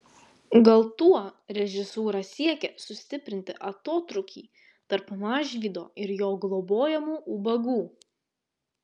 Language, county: Lithuanian, Vilnius